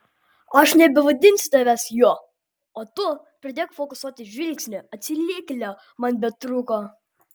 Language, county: Lithuanian, Vilnius